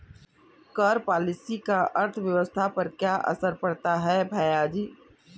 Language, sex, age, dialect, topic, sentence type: Hindi, female, 51-55, Kanauji Braj Bhasha, banking, statement